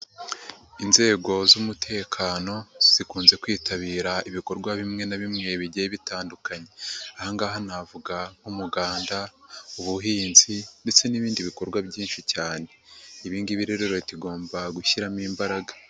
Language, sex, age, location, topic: Kinyarwanda, female, 50+, Nyagatare, agriculture